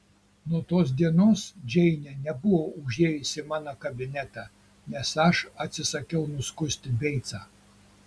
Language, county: Lithuanian, Kaunas